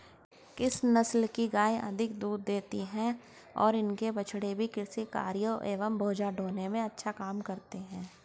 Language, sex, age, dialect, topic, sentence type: Hindi, male, 36-40, Hindustani Malvi Khadi Boli, agriculture, question